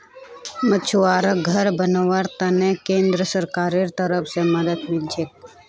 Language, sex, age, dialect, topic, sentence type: Magahi, female, 18-24, Northeastern/Surjapuri, agriculture, statement